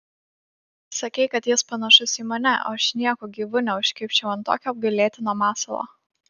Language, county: Lithuanian, Panevėžys